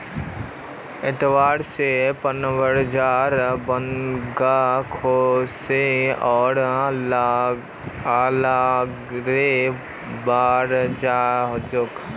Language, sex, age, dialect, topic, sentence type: Magahi, male, 18-24, Northeastern/Surjapuri, agriculture, statement